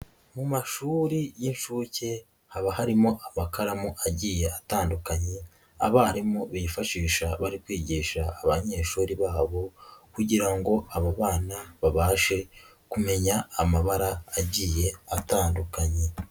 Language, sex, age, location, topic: Kinyarwanda, male, 18-24, Nyagatare, education